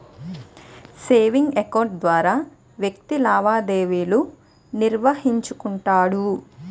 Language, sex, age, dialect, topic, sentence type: Telugu, female, 25-30, Utterandhra, banking, statement